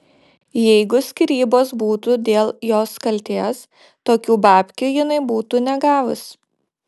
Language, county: Lithuanian, Šiauliai